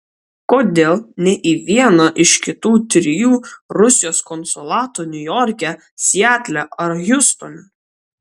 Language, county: Lithuanian, Kaunas